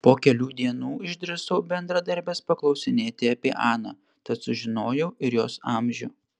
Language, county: Lithuanian, Panevėžys